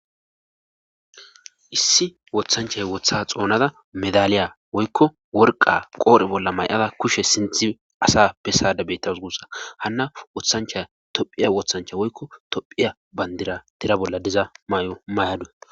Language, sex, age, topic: Gamo, male, 18-24, government